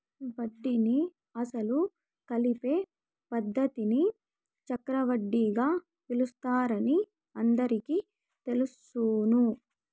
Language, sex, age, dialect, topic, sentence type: Telugu, female, 18-24, Southern, banking, statement